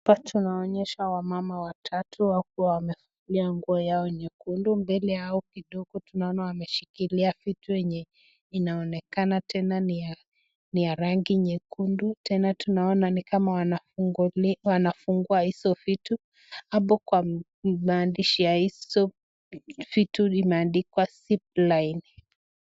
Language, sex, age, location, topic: Swahili, female, 25-35, Nakuru, health